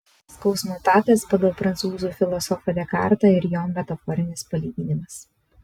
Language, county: Lithuanian, Vilnius